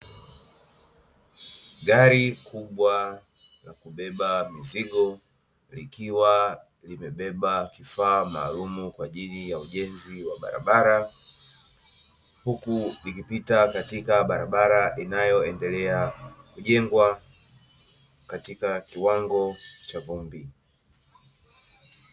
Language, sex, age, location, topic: Swahili, male, 25-35, Dar es Salaam, government